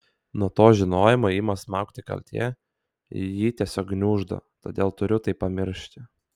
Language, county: Lithuanian, Kaunas